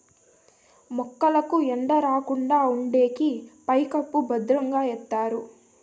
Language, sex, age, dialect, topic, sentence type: Telugu, female, 18-24, Southern, agriculture, statement